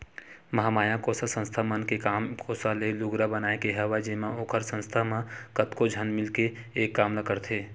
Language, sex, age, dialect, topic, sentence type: Chhattisgarhi, male, 25-30, Western/Budati/Khatahi, banking, statement